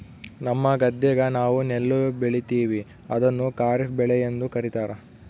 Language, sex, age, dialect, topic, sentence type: Kannada, male, 18-24, Central, agriculture, statement